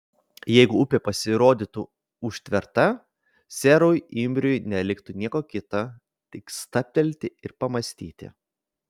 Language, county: Lithuanian, Vilnius